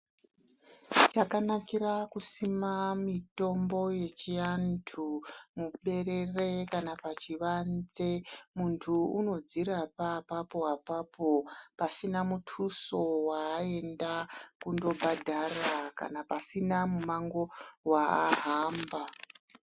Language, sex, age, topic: Ndau, female, 36-49, health